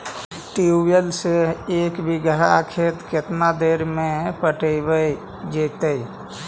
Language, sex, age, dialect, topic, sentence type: Magahi, female, 25-30, Central/Standard, agriculture, question